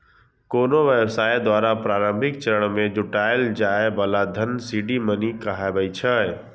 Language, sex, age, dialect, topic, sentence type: Maithili, male, 60-100, Eastern / Thethi, banking, statement